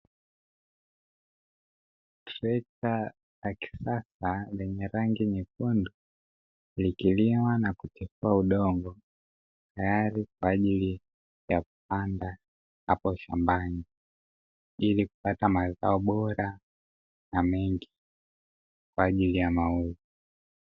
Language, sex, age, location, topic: Swahili, male, 25-35, Dar es Salaam, agriculture